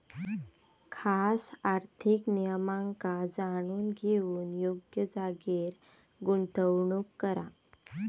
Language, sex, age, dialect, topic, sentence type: Marathi, female, 18-24, Southern Konkan, banking, statement